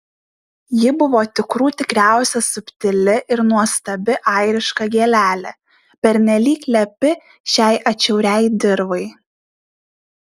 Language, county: Lithuanian, Šiauliai